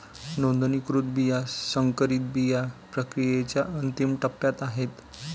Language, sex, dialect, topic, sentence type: Marathi, male, Varhadi, agriculture, statement